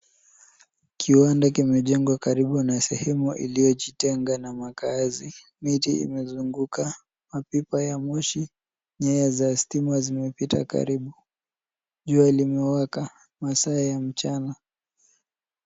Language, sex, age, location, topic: Swahili, male, 18-24, Nairobi, government